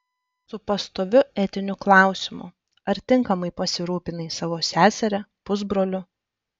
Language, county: Lithuanian, Panevėžys